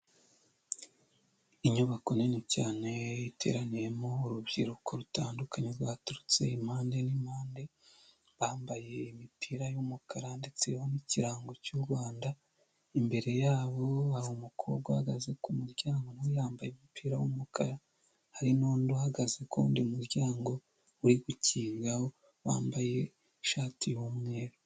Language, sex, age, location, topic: Kinyarwanda, male, 25-35, Huye, health